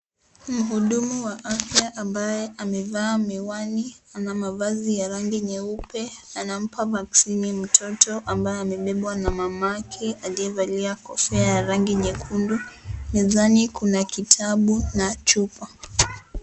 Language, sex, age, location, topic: Swahili, female, 18-24, Kisii, health